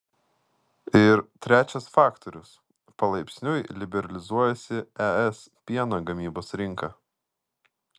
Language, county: Lithuanian, Vilnius